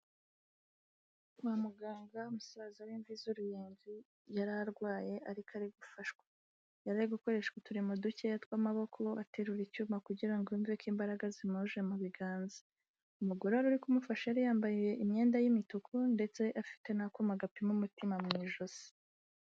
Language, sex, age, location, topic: Kinyarwanda, female, 18-24, Kigali, health